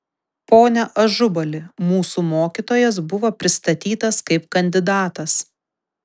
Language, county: Lithuanian, Vilnius